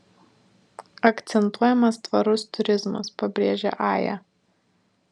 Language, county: Lithuanian, Vilnius